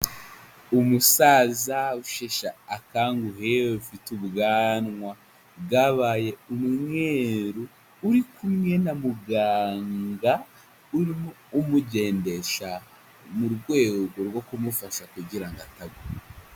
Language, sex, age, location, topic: Kinyarwanda, male, 18-24, Huye, health